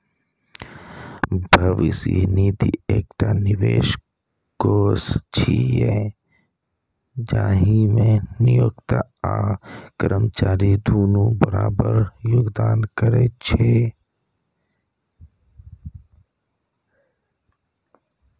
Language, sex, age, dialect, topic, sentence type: Maithili, male, 25-30, Eastern / Thethi, banking, statement